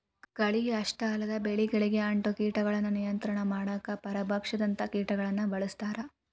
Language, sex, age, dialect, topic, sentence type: Kannada, female, 18-24, Dharwad Kannada, agriculture, statement